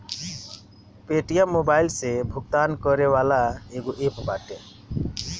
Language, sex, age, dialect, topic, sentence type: Bhojpuri, male, 60-100, Northern, banking, statement